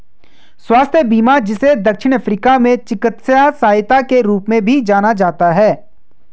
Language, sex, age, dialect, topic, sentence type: Hindi, male, 25-30, Hindustani Malvi Khadi Boli, banking, statement